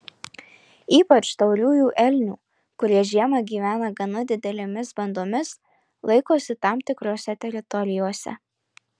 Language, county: Lithuanian, Marijampolė